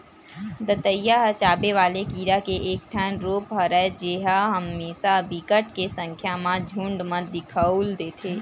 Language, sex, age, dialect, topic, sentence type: Chhattisgarhi, female, 18-24, Western/Budati/Khatahi, agriculture, statement